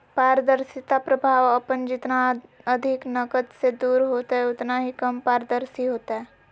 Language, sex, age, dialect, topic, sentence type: Magahi, female, 56-60, Western, banking, statement